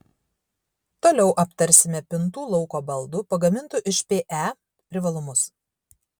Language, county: Lithuanian, Šiauliai